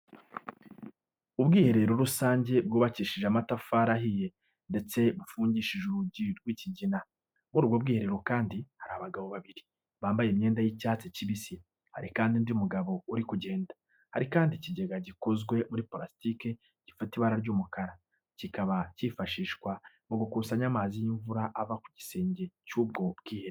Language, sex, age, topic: Kinyarwanda, male, 25-35, education